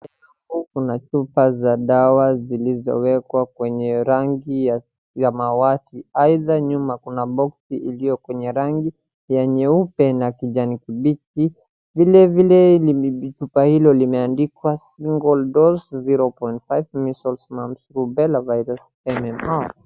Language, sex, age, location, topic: Swahili, male, 18-24, Wajir, health